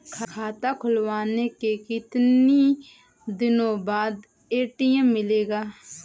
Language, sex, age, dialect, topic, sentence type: Hindi, female, 18-24, Awadhi Bundeli, banking, question